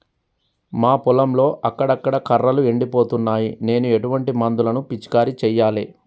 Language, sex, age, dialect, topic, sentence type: Telugu, male, 36-40, Telangana, agriculture, question